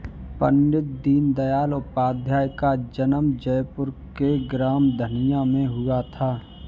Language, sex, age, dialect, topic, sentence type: Hindi, male, 25-30, Kanauji Braj Bhasha, banking, statement